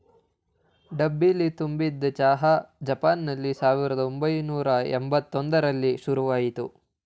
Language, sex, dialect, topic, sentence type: Kannada, male, Mysore Kannada, agriculture, statement